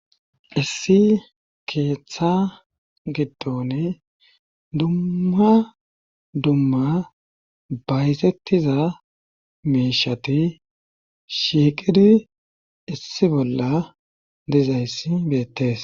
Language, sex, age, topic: Gamo, male, 36-49, government